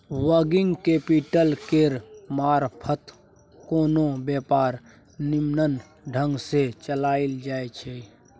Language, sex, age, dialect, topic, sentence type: Maithili, male, 25-30, Bajjika, banking, statement